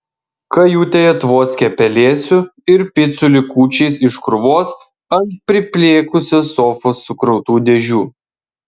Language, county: Lithuanian, Vilnius